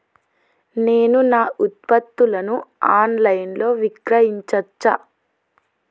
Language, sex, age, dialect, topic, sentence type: Telugu, female, 18-24, Telangana, agriculture, question